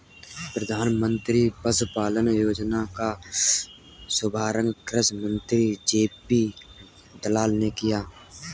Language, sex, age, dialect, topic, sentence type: Hindi, male, 18-24, Kanauji Braj Bhasha, agriculture, statement